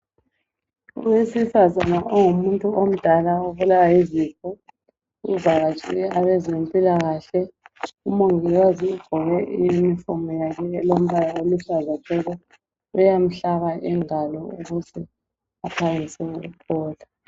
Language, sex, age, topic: North Ndebele, male, 25-35, health